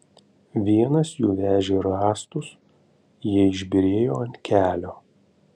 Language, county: Lithuanian, Panevėžys